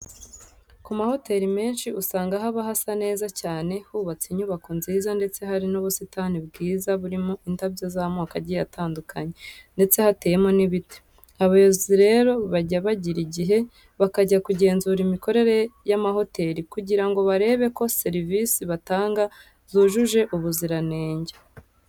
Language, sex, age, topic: Kinyarwanda, female, 18-24, education